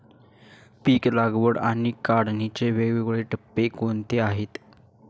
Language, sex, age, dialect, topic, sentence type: Marathi, male, 18-24, Standard Marathi, agriculture, question